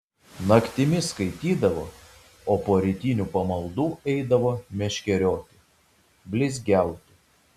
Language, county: Lithuanian, Vilnius